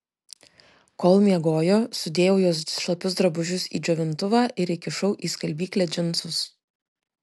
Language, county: Lithuanian, Klaipėda